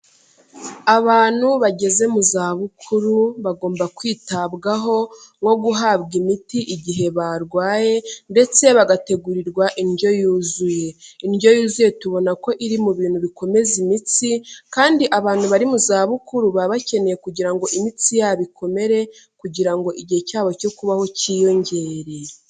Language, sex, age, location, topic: Kinyarwanda, female, 18-24, Kigali, health